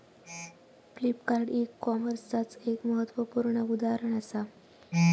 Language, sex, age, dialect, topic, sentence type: Marathi, female, 18-24, Southern Konkan, banking, statement